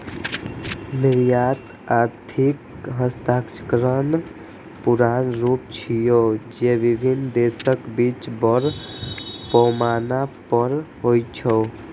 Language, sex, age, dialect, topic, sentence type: Maithili, male, 25-30, Eastern / Thethi, banking, statement